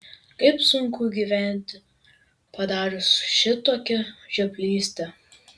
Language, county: Lithuanian, Kaunas